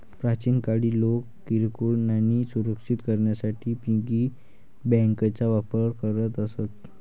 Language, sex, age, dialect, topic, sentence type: Marathi, male, 18-24, Varhadi, banking, statement